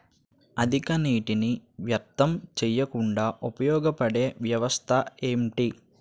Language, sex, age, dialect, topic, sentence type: Telugu, male, 18-24, Utterandhra, agriculture, question